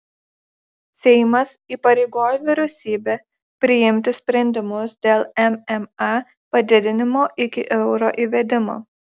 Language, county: Lithuanian, Šiauliai